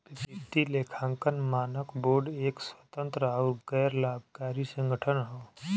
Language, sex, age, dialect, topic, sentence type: Bhojpuri, male, 25-30, Western, banking, statement